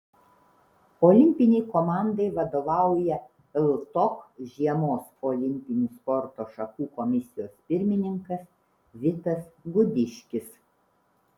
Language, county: Lithuanian, Vilnius